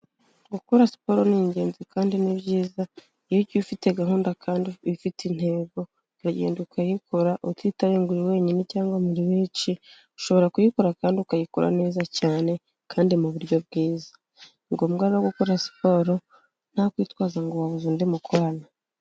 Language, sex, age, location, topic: Kinyarwanda, female, 25-35, Kigali, health